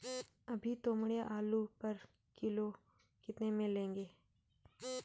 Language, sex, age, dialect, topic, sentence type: Hindi, female, 18-24, Garhwali, agriculture, question